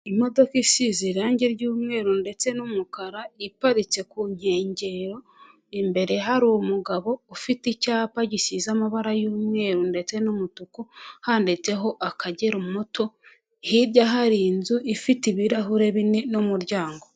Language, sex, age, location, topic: Kinyarwanda, female, 25-35, Huye, finance